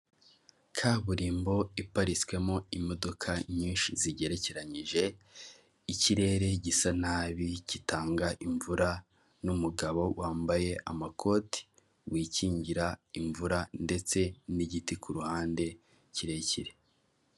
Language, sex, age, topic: Kinyarwanda, male, 18-24, government